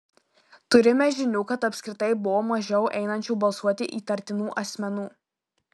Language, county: Lithuanian, Marijampolė